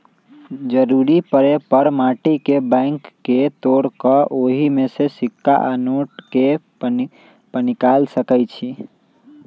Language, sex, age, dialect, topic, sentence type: Magahi, male, 18-24, Western, banking, statement